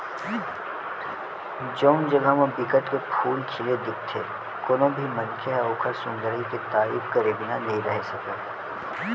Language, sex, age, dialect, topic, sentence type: Chhattisgarhi, male, 18-24, Western/Budati/Khatahi, agriculture, statement